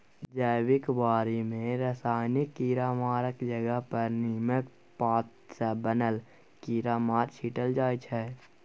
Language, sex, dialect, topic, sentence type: Maithili, male, Bajjika, agriculture, statement